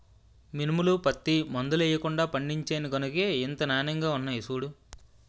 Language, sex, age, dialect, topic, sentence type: Telugu, male, 25-30, Utterandhra, agriculture, statement